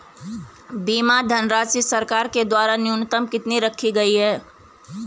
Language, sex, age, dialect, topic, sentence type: Hindi, female, 31-35, Garhwali, banking, question